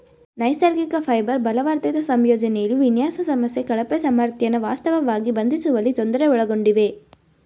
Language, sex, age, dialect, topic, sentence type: Kannada, female, 18-24, Mysore Kannada, agriculture, statement